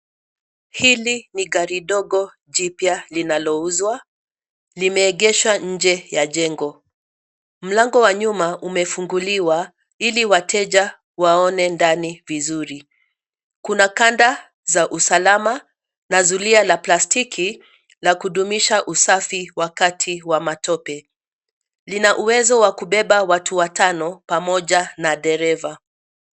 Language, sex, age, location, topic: Swahili, female, 50+, Nairobi, finance